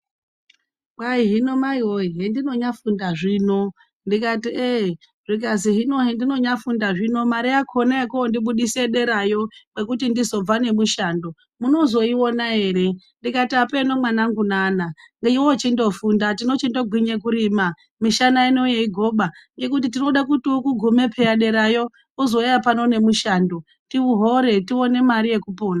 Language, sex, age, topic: Ndau, female, 36-49, education